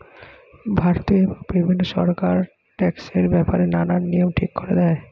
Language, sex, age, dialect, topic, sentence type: Bengali, male, 25-30, Standard Colloquial, banking, statement